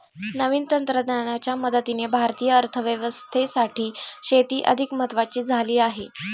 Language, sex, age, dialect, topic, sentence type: Marathi, female, 18-24, Standard Marathi, agriculture, statement